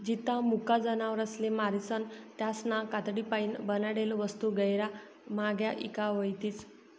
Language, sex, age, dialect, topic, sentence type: Marathi, female, 51-55, Northern Konkan, agriculture, statement